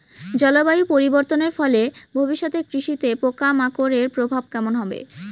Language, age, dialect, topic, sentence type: Bengali, 25-30, Rajbangshi, agriculture, question